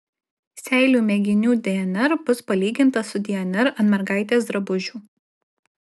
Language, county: Lithuanian, Alytus